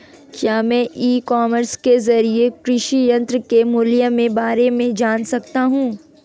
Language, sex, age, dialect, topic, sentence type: Hindi, female, 18-24, Marwari Dhudhari, agriculture, question